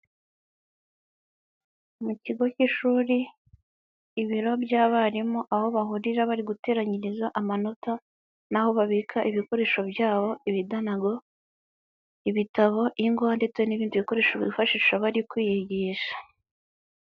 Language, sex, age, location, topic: Kinyarwanda, male, 18-24, Huye, education